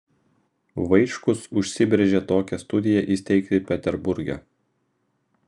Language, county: Lithuanian, Vilnius